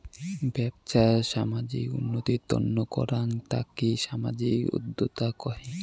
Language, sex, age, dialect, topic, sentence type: Bengali, male, 18-24, Rajbangshi, banking, statement